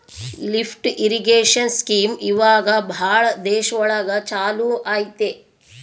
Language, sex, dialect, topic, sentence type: Kannada, female, Central, agriculture, statement